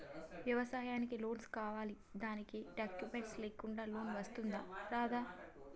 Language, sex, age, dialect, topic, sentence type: Telugu, female, 18-24, Telangana, banking, question